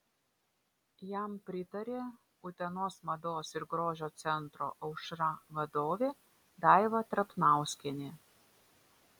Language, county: Lithuanian, Vilnius